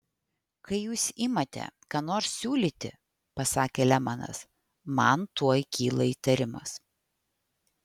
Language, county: Lithuanian, Vilnius